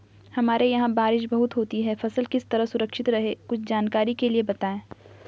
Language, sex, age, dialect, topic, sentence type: Hindi, female, 41-45, Garhwali, agriculture, question